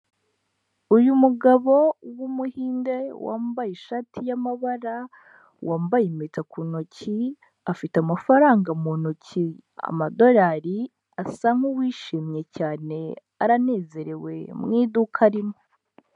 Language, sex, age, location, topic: Kinyarwanda, female, 18-24, Huye, finance